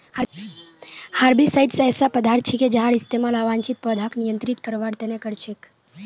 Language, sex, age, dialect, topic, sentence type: Magahi, female, 18-24, Northeastern/Surjapuri, agriculture, statement